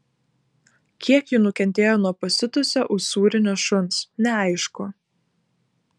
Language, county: Lithuanian, Klaipėda